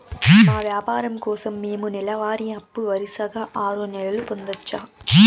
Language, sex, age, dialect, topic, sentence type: Telugu, female, 18-24, Southern, banking, question